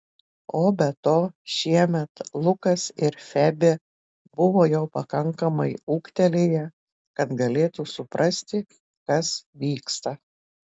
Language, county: Lithuanian, Telšiai